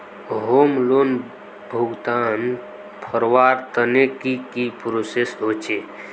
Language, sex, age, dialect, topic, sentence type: Magahi, male, 18-24, Northeastern/Surjapuri, banking, question